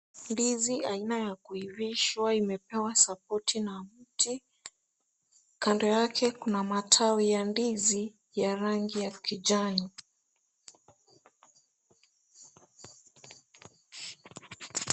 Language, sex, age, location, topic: Swahili, female, 18-24, Kisumu, agriculture